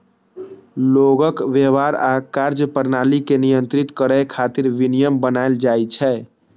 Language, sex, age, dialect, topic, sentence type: Maithili, male, 18-24, Eastern / Thethi, banking, statement